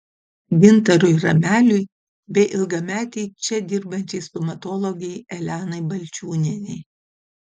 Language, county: Lithuanian, Utena